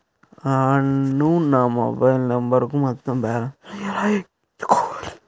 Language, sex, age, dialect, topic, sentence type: Telugu, male, 18-24, Central/Coastal, banking, question